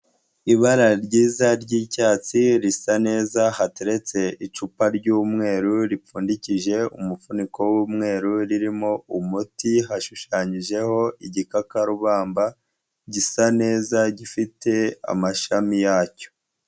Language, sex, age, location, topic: Kinyarwanda, female, 18-24, Huye, health